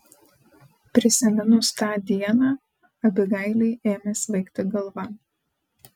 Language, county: Lithuanian, Panevėžys